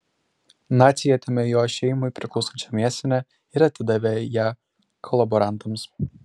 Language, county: Lithuanian, Šiauliai